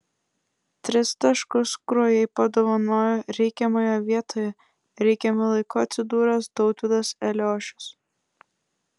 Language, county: Lithuanian, Klaipėda